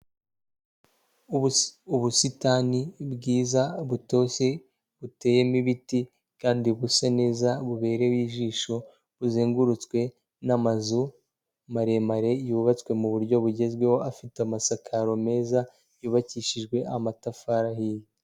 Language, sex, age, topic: Kinyarwanda, female, 18-24, government